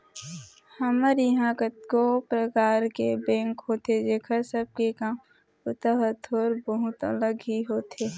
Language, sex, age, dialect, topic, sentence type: Chhattisgarhi, female, 18-24, Eastern, banking, statement